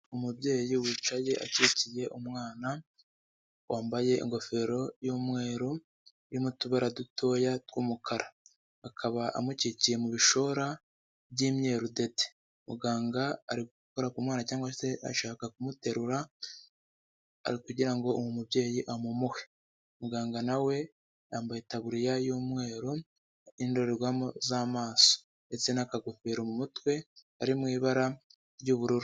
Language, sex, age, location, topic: Kinyarwanda, male, 25-35, Huye, health